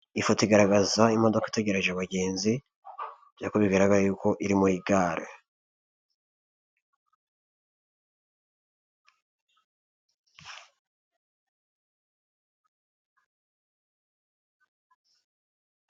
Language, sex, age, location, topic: Kinyarwanda, male, 25-35, Nyagatare, government